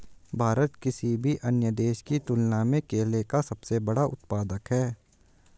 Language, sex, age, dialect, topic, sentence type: Hindi, male, 18-24, Hindustani Malvi Khadi Boli, agriculture, statement